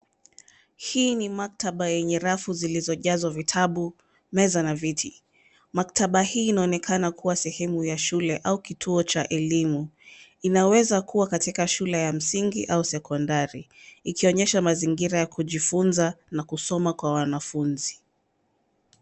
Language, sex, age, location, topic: Swahili, female, 25-35, Nairobi, education